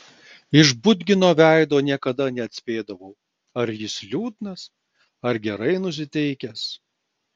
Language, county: Lithuanian, Klaipėda